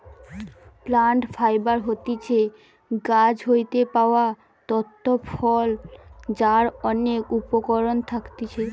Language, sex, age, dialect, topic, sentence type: Bengali, female, 18-24, Western, agriculture, statement